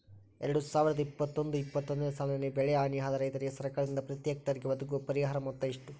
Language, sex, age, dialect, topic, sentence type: Kannada, male, 41-45, Central, agriculture, question